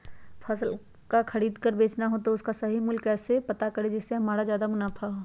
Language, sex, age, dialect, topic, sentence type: Magahi, female, 25-30, Western, agriculture, question